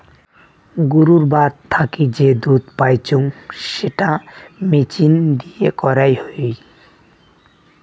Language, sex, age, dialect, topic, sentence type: Bengali, male, 18-24, Rajbangshi, agriculture, statement